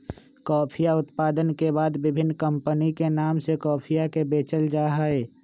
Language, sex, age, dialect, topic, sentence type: Magahi, male, 25-30, Western, agriculture, statement